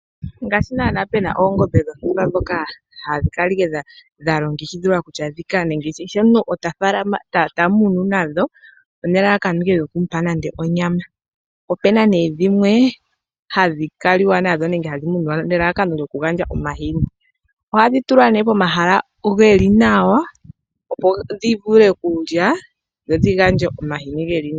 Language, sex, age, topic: Oshiwambo, female, 25-35, agriculture